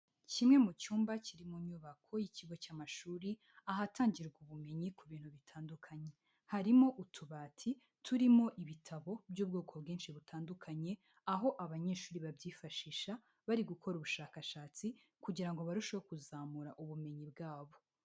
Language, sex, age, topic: Kinyarwanda, female, 25-35, education